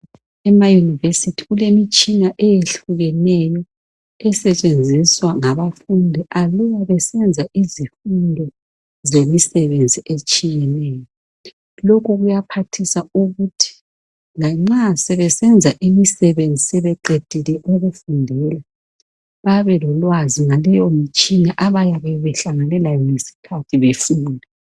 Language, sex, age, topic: North Ndebele, female, 50+, education